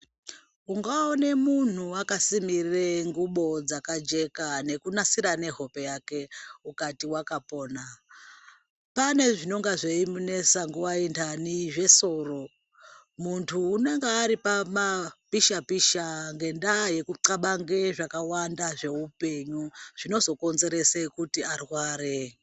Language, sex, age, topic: Ndau, female, 36-49, health